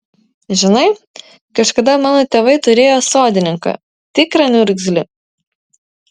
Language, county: Lithuanian, Vilnius